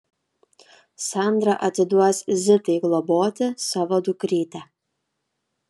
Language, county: Lithuanian, Kaunas